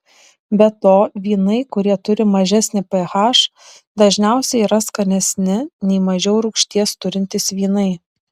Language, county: Lithuanian, Šiauliai